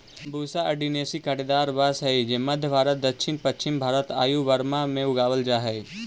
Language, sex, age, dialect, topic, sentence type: Magahi, male, 18-24, Central/Standard, banking, statement